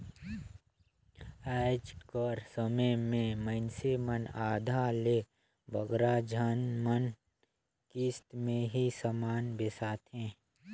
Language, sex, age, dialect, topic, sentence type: Chhattisgarhi, male, 25-30, Northern/Bhandar, banking, statement